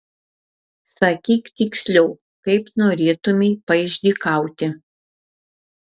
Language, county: Lithuanian, Šiauliai